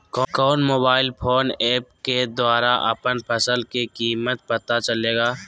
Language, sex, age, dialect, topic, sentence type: Magahi, male, 18-24, Southern, agriculture, question